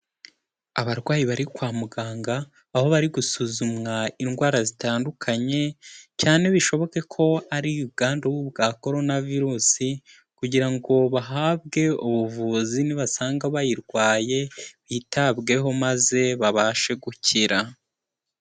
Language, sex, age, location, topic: Kinyarwanda, male, 18-24, Kigali, health